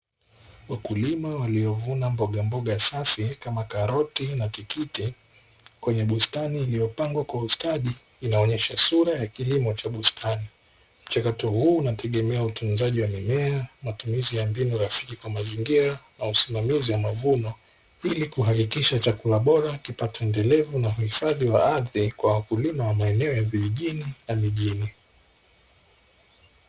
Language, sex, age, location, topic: Swahili, male, 18-24, Dar es Salaam, agriculture